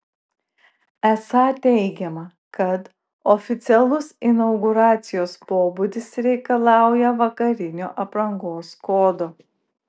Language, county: Lithuanian, Klaipėda